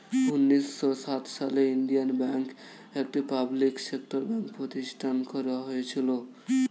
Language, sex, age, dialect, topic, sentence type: Bengali, male, 18-24, Standard Colloquial, banking, statement